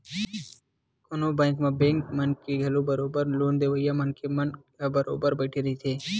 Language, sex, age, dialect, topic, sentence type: Chhattisgarhi, male, 60-100, Western/Budati/Khatahi, banking, statement